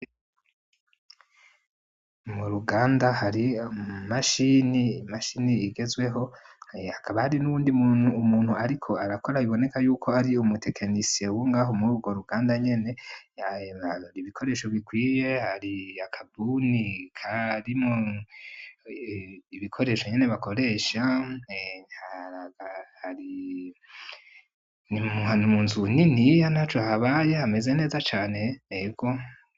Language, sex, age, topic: Rundi, male, 25-35, education